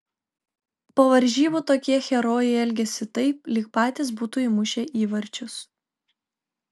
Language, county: Lithuanian, Telšiai